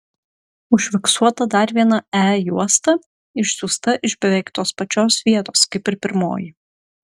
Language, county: Lithuanian, Utena